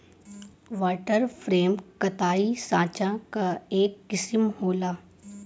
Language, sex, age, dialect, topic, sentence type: Bhojpuri, female, 18-24, Western, agriculture, statement